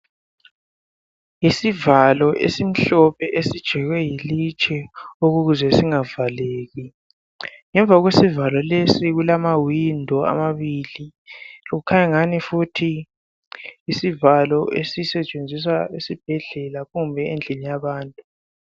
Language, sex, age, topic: North Ndebele, male, 18-24, health